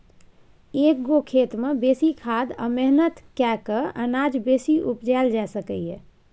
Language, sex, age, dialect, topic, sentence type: Maithili, female, 51-55, Bajjika, agriculture, statement